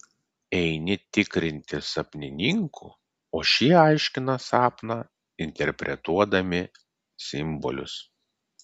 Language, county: Lithuanian, Klaipėda